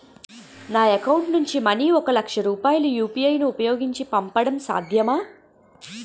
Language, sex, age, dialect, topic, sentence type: Telugu, female, 31-35, Utterandhra, banking, question